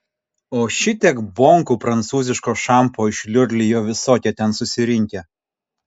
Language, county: Lithuanian, Kaunas